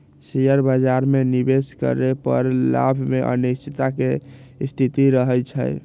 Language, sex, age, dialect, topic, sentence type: Magahi, male, 18-24, Western, banking, statement